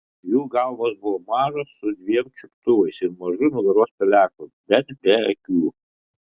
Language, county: Lithuanian, Kaunas